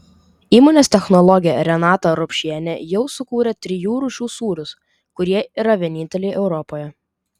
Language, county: Lithuanian, Vilnius